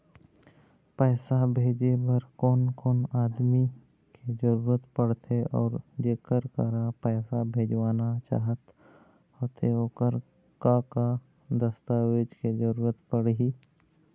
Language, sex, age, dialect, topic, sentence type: Chhattisgarhi, male, 18-24, Eastern, banking, question